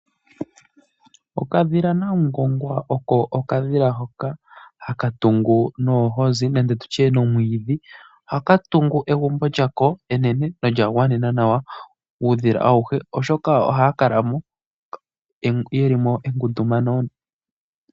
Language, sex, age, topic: Oshiwambo, male, 18-24, agriculture